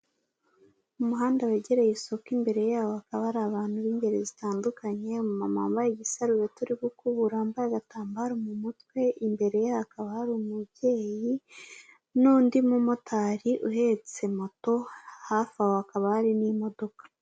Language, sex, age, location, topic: Kinyarwanda, female, 18-24, Kigali, government